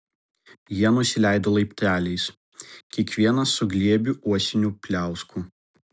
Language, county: Lithuanian, Vilnius